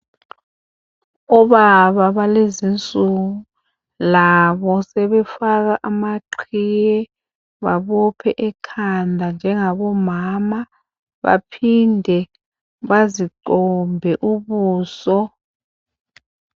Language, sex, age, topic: North Ndebele, female, 50+, health